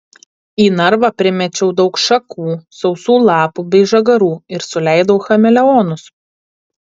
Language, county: Lithuanian, Kaunas